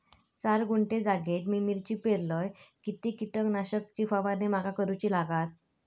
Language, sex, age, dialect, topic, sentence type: Marathi, female, 18-24, Southern Konkan, agriculture, question